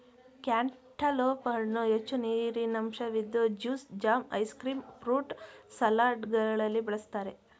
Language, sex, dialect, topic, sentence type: Kannada, female, Mysore Kannada, agriculture, statement